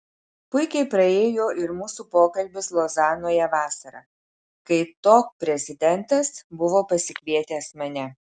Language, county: Lithuanian, Marijampolė